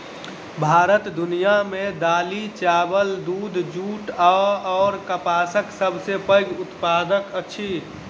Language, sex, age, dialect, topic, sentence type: Maithili, male, 18-24, Southern/Standard, agriculture, statement